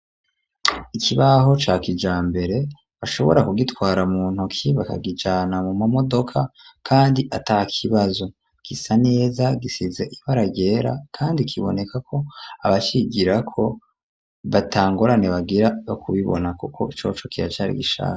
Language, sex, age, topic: Rundi, male, 36-49, education